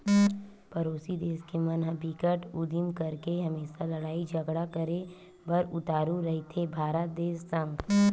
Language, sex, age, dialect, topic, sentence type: Chhattisgarhi, female, 25-30, Western/Budati/Khatahi, banking, statement